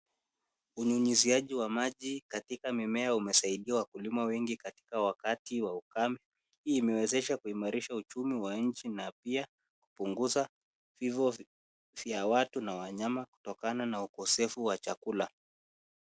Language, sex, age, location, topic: Swahili, male, 18-24, Nairobi, agriculture